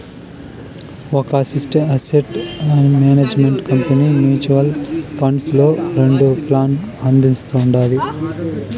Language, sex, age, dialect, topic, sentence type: Telugu, male, 18-24, Southern, banking, statement